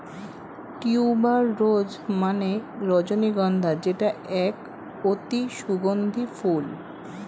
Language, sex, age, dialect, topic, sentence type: Bengali, female, 36-40, Standard Colloquial, agriculture, statement